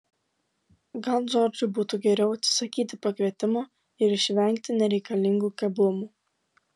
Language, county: Lithuanian, Klaipėda